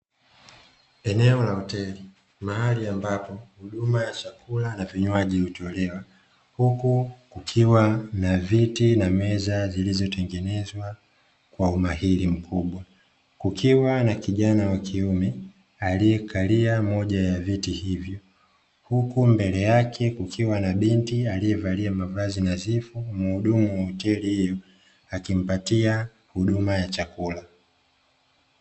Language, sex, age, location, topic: Swahili, male, 25-35, Dar es Salaam, finance